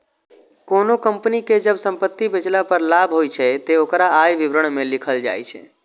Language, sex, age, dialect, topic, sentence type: Maithili, male, 25-30, Eastern / Thethi, banking, statement